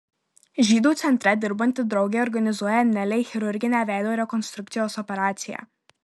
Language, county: Lithuanian, Marijampolė